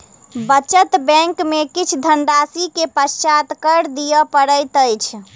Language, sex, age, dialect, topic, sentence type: Maithili, female, 18-24, Southern/Standard, banking, statement